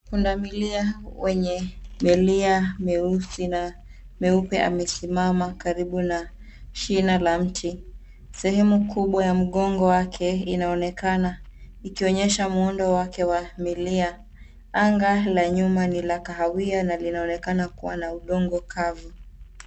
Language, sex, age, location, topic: Swahili, female, 25-35, Nairobi, government